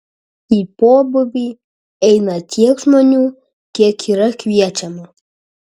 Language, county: Lithuanian, Kaunas